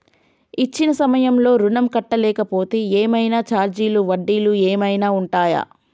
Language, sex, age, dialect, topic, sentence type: Telugu, female, 25-30, Telangana, banking, question